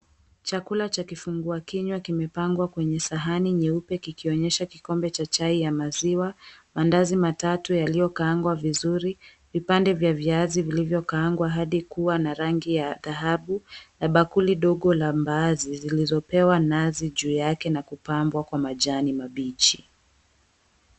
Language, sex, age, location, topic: Swahili, female, 18-24, Mombasa, agriculture